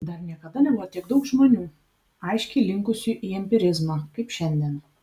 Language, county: Lithuanian, Vilnius